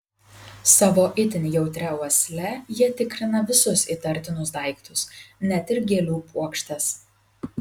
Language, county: Lithuanian, Kaunas